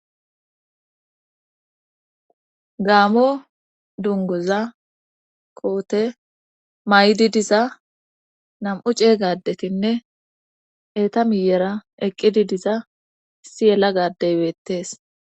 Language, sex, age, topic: Gamo, female, 25-35, government